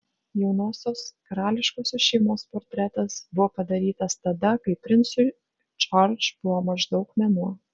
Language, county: Lithuanian, Vilnius